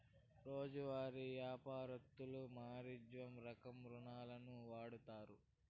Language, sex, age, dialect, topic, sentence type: Telugu, male, 46-50, Southern, banking, statement